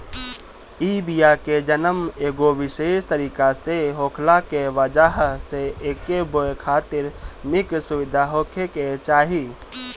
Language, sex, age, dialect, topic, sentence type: Bhojpuri, male, 18-24, Northern, agriculture, statement